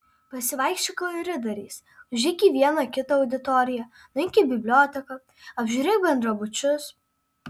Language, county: Lithuanian, Alytus